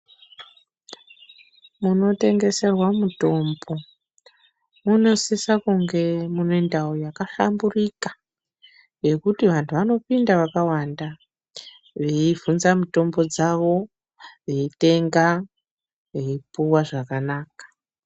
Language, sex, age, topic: Ndau, male, 50+, health